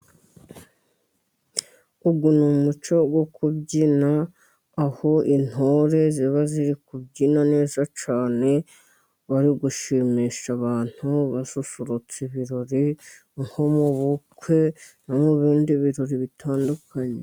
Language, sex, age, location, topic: Kinyarwanda, female, 50+, Musanze, government